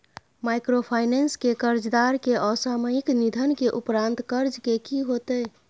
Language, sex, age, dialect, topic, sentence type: Maithili, female, 25-30, Bajjika, banking, question